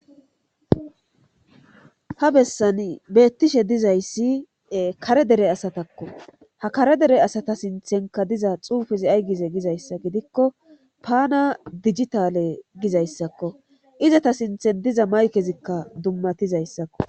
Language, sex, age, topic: Gamo, female, 36-49, government